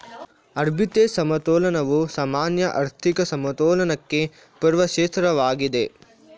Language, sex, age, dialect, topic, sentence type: Kannada, male, 46-50, Coastal/Dakshin, banking, statement